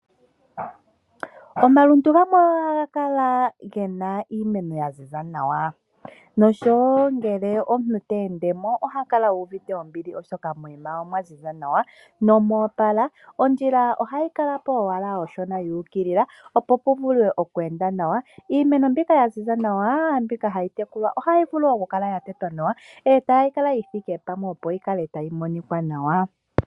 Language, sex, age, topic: Oshiwambo, female, 25-35, agriculture